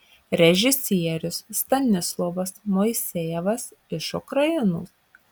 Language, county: Lithuanian, Marijampolė